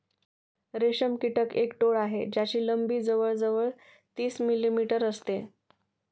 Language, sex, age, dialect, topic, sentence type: Marathi, female, 25-30, Standard Marathi, agriculture, statement